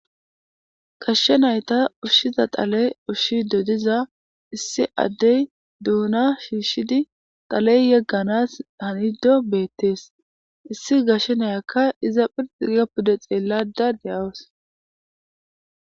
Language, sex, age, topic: Gamo, female, 25-35, government